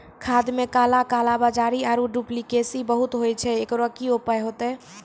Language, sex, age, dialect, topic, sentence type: Maithili, female, 18-24, Angika, agriculture, question